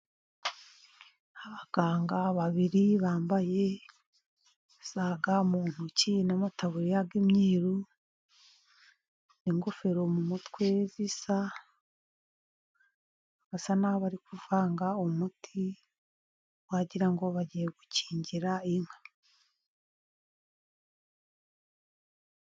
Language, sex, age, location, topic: Kinyarwanda, female, 50+, Musanze, education